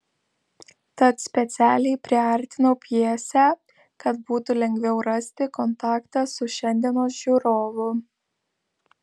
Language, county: Lithuanian, Vilnius